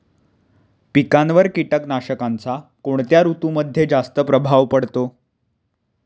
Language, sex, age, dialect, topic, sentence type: Marathi, male, 18-24, Standard Marathi, agriculture, question